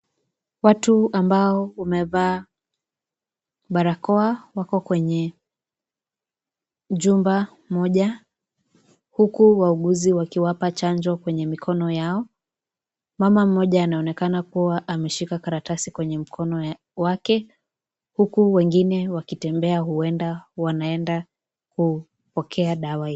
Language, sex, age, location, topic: Swahili, female, 18-24, Kisii, health